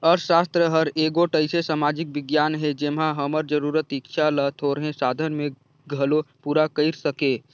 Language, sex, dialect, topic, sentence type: Chhattisgarhi, male, Northern/Bhandar, banking, statement